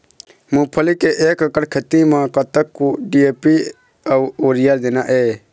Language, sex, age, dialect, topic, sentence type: Chhattisgarhi, male, 46-50, Eastern, agriculture, question